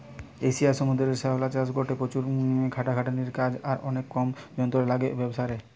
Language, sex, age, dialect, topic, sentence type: Bengali, male, 25-30, Western, agriculture, statement